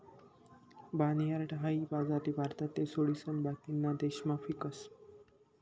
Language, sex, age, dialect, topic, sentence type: Marathi, male, 25-30, Northern Konkan, agriculture, statement